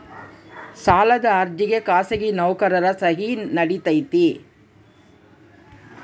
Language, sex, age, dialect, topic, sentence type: Kannada, female, 31-35, Central, banking, question